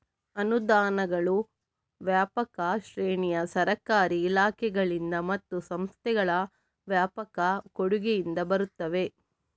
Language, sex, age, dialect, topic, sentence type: Kannada, female, 25-30, Coastal/Dakshin, banking, statement